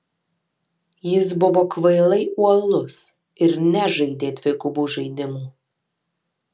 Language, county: Lithuanian, Alytus